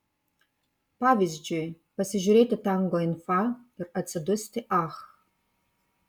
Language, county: Lithuanian, Kaunas